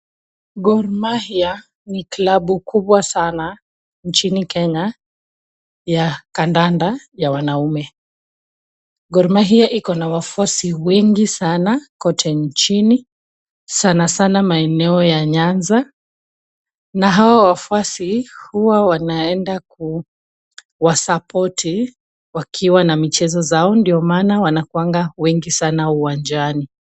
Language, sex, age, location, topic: Swahili, female, 25-35, Kisumu, government